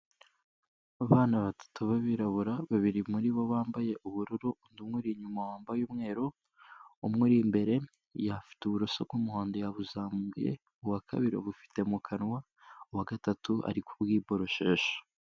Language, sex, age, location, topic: Kinyarwanda, male, 18-24, Kigali, health